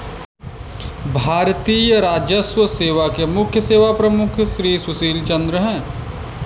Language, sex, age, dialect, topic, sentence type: Hindi, male, 25-30, Kanauji Braj Bhasha, banking, statement